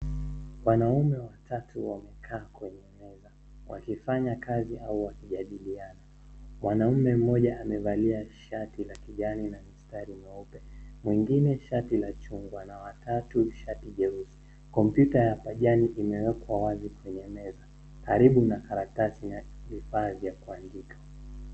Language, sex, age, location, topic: Swahili, male, 25-35, Nairobi, education